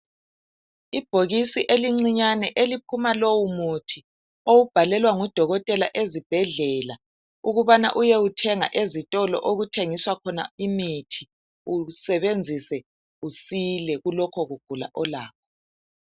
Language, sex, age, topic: North Ndebele, male, 50+, health